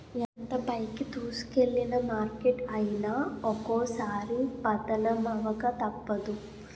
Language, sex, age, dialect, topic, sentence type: Telugu, female, 18-24, Utterandhra, banking, statement